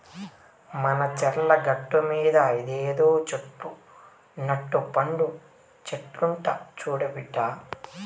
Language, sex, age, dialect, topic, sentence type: Telugu, male, 18-24, Southern, agriculture, statement